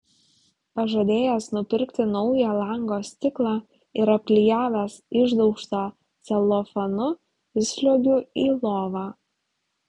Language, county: Lithuanian, Klaipėda